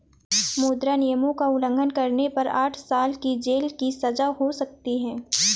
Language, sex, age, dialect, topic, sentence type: Hindi, female, 18-24, Awadhi Bundeli, banking, statement